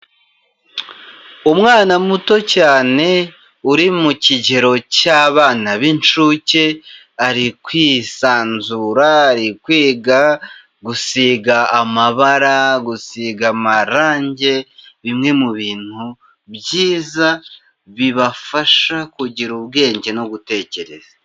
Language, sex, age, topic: Kinyarwanda, male, 25-35, education